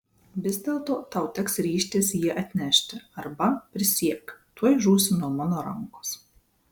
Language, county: Lithuanian, Vilnius